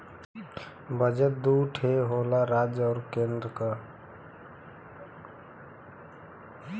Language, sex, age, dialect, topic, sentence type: Bhojpuri, female, 31-35, Western, banking, statement